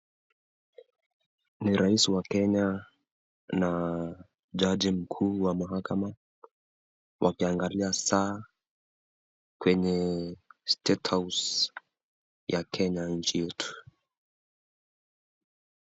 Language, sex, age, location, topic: Swahili, male, 18-24, Nakuru, government